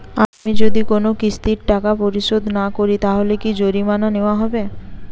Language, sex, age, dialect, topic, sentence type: Bengali, female, 18-24, Rajbangshi, banking, question